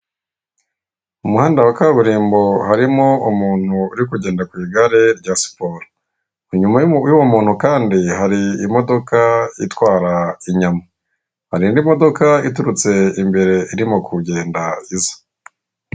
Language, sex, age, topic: Kinyarwanda, male, 18-24, government